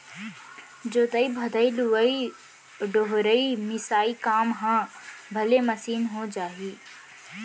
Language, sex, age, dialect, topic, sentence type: Chhattisgarhi, female, 18-24, Central, agriculture, statement